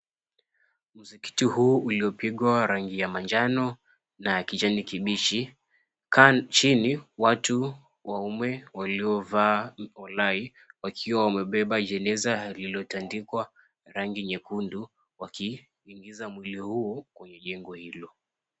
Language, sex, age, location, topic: Swahili, male, 25-35, Mombasa, government